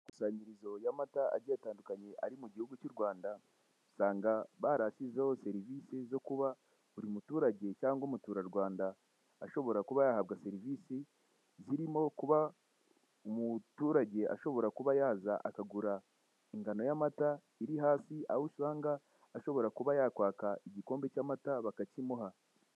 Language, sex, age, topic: Kinyarwanda, male, 18-24, finance